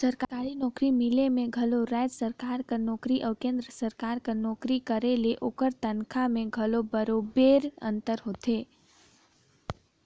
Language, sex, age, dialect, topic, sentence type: Chhattisgarhi, female, 18-24, Northern/Bhandar, banking, statement